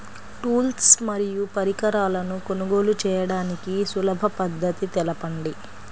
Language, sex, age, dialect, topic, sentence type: Telugu, female, 25-30, Central/Coastal, agriculture, question